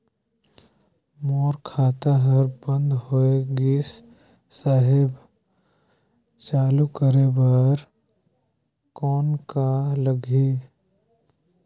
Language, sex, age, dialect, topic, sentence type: Chhattisgarhi, male, 18-24, Northern/Bhandar, banking, question